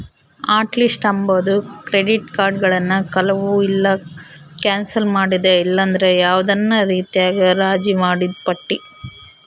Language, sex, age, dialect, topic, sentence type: Kannada, female, 18-24, Central, banking, statement